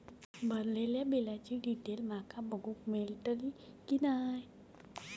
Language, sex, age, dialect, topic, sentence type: Marathi, female, 18-24, Southern Konkan, banking, question